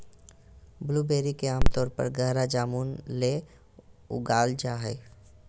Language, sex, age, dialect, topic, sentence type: Magahi, male, 31-35, Southern, agriculture, statement